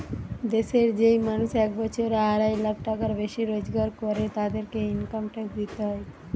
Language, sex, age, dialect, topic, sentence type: Bengali, female, 18-24, Western, banking, statement